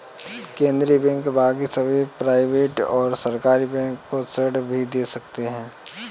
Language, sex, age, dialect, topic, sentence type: Hindi, male, 18-24, Kanauji Braj Bhasha, banking, statement